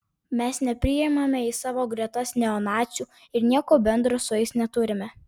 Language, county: Lithuanian, Vilnius